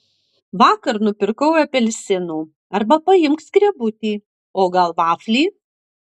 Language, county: Lithuanian, Utena